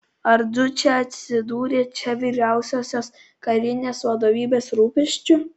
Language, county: Lithuanian, Kaunas